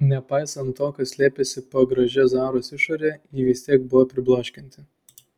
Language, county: Lithuanian, Klaipėda